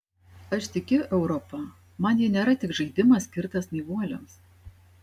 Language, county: Lithuanian, Šiauliai